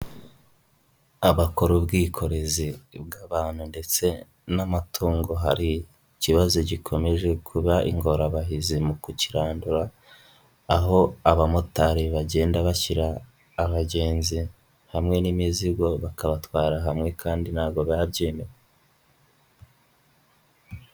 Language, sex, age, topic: Kinyarwanda, male, 18-24, finance